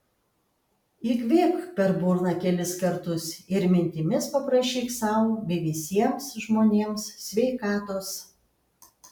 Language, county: Lithuanian, Kaunas